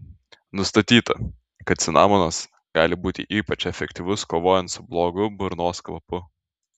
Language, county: Lithuanian, Šiauliai